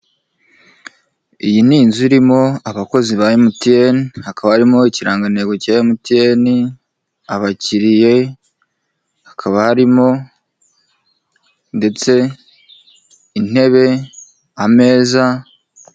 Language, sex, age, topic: Kinyarwanda, male, 25-35, finance